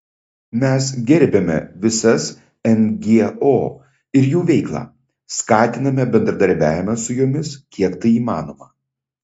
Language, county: Lithuanian, Šiauliai